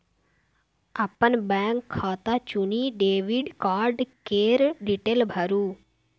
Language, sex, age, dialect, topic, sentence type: Maithili, female, 18-24, Bajjika, banking, statement